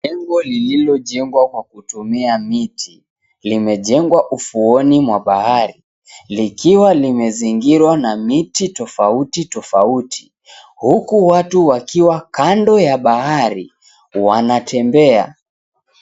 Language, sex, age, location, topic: Swahili, male, 25-35, Mombasa, government